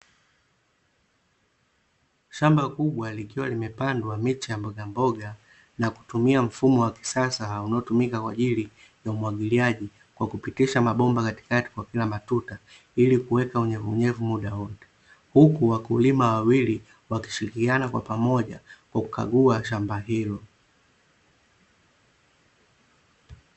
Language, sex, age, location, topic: Swahili, male, 25-35, Dar es Salaam, agriculture